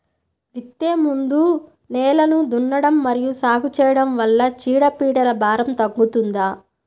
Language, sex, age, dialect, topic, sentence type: Telugu, female, 18-24, Central/Coastal, agriculture, question